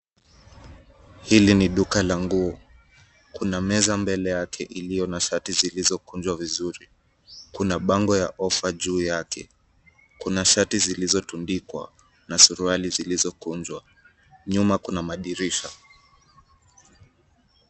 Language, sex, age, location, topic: Swahili, male, 25-35, Nairobi, finance